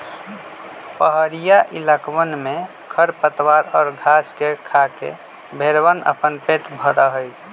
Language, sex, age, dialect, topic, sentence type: Magahi, male, 25-30, Western, agriculture, statement